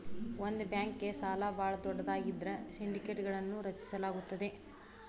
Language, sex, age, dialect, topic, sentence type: Kannada, female, 25-30, Dharwad Kannada, banking, statement